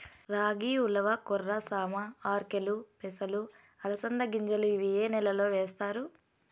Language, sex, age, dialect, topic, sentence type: Telugu, female, 18-24, Southern, agriculture, question